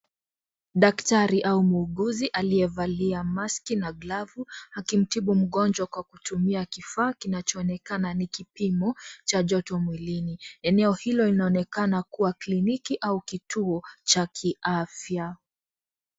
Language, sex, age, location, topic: Swahili, female, 18-24, Kisii, health